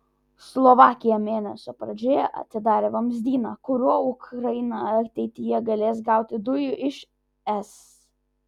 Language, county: Lithuanian, Vilnius